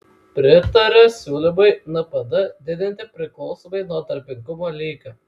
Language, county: Lithuanian, Kaunas